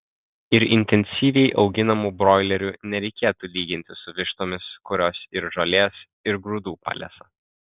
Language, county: Lithuanian, Kaunas